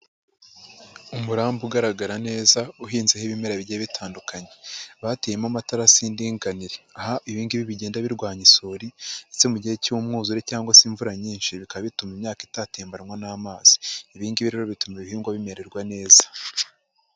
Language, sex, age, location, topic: Kinyarwanda, male, 25-35, Huye, agriculture